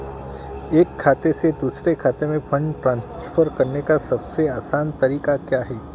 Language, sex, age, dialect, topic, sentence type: Hindi, male, 41-45, Marwari Dhudhari, banking, question